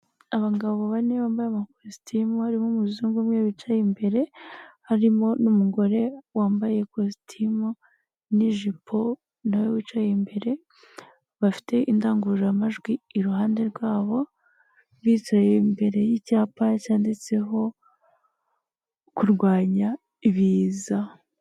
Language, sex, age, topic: Kinyarwanda, female, 18-24, government